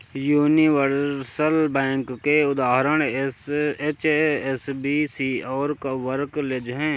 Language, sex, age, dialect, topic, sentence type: Hindi, male, 56-60, Awadhi Bundeli, banking, statement